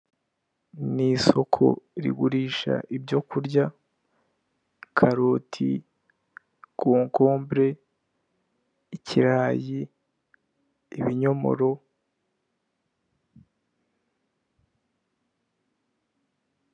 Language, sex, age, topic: Kinyarwanda, male, 18-24, finance